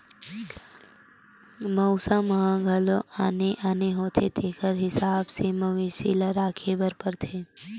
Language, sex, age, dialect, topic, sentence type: Chhattisgarhi, female, 18-24, Western/Budati/Khatahi, agriculture, statement